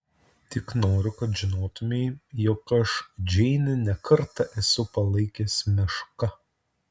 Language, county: Lithuanian, Utena